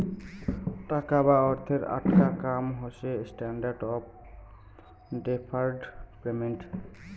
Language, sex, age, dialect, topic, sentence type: Bengali, male, 18-24, Rajbangshi, banking, statement